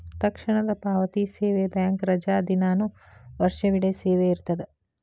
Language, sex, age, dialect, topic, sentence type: Kannada, female, 31-35, Dharwad Kannada, banking, statement